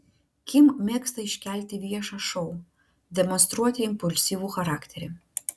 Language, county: Lithuanian, Klaipėda